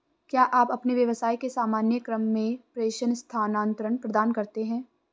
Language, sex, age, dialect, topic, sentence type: Hindi, female, 18-24, Hindustani Malvi Khadi Boli, banking, question